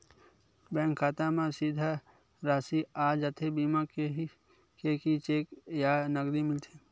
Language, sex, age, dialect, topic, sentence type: Chhattisgarhi, male, 25-30, Western/Budati/Khatahi, banking, question